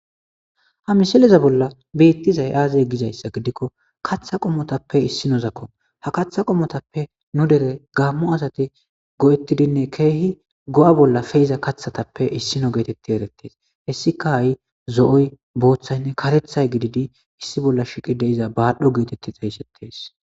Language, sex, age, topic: Gamo, male, 18-24, agriculture